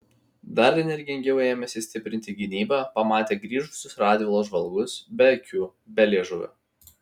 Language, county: Lithuanian, Vilnius